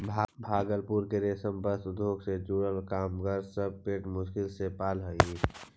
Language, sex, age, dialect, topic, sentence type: Magahi, male, 51-55, Central/Standard, agriculture, statement